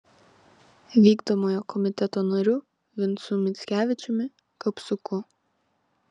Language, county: Lithuanian, Vilnius